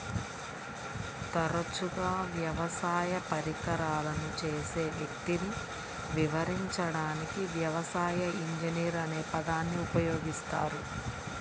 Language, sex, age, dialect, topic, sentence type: Telugu, female, 31-35, Central/Coastal, agriculture, statement